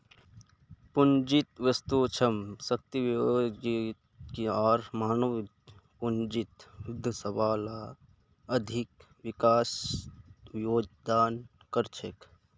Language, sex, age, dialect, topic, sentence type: Magahi, male, 51-55, Northeastern/Surjapuri, banking, statement